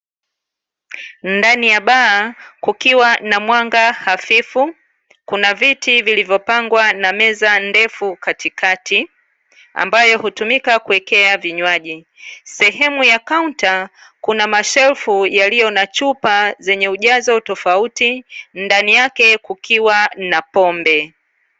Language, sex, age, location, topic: Swahili, female, 36-49, Dar es Salaam, finance